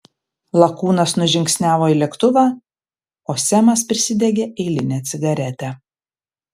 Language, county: Lithuanian, Panevėžys